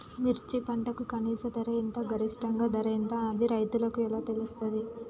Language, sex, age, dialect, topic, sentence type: Telugu, female, 18-24, Telangana, agriculture, question